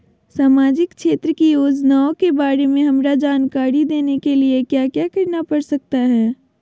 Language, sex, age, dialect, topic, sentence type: Magahi, female, 60-100, Southern, banking, question